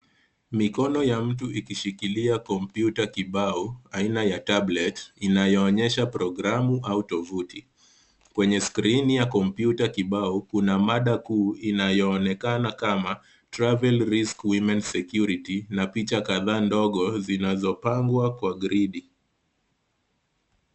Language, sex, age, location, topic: Swahili, male, 18-24, Nairobi, education